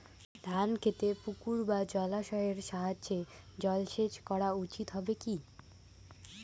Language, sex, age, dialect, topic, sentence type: Bengali, female, <18, Rajbangshi, agriculture, question